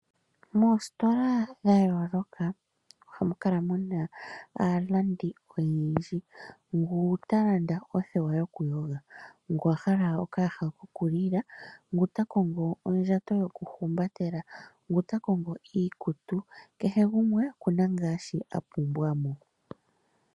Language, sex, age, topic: Oshiwambo, female, 25-35, finance